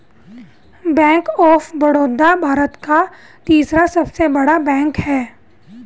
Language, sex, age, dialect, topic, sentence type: Hindi, female, 31-35, Hindustani Malvi Khadi Boli, banking, statement